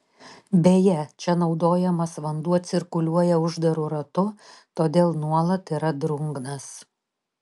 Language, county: Lithuanian, Telšiai